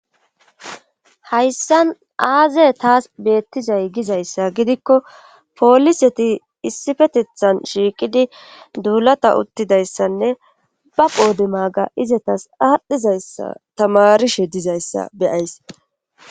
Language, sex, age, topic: Gamo, female, 36-49, government